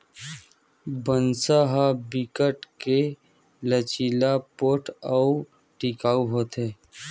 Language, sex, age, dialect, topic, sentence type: Chhattisgarhi, male, 18-24, Western/Budati/Khatahi, agriculture, statement